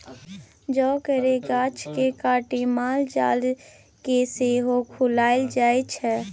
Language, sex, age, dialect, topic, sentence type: Maithili, female, 41-45, Bajjika, agriculture, statement